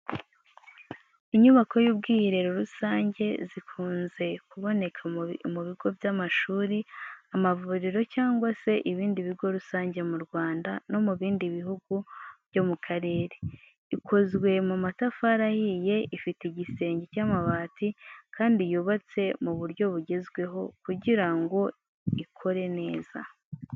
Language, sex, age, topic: Kinyarwanda, female, 25-35, education